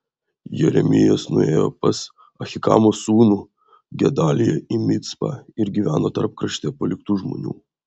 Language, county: Lithuanian, Vilnius